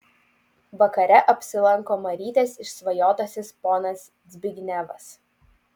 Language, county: Lithuanian, Utena